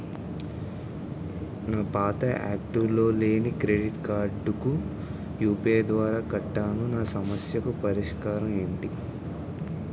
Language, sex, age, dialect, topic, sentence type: Telugu, male, 18-24, Utterandhra, banking, question